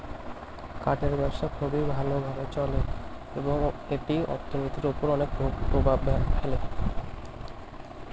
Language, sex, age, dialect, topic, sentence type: Bengali, male, <18, Standard Colloquial, agriculture, statement